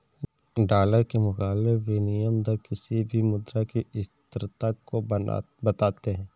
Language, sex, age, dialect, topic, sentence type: Hindi, male, 18-24, Awadhi Bundeli, banking, statement